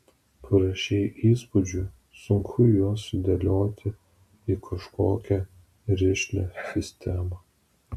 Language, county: Lithuanian, Vilnius